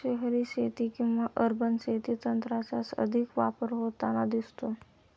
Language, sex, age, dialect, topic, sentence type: Marathi, male, 25-30, Standard Marathi, agriculture, statement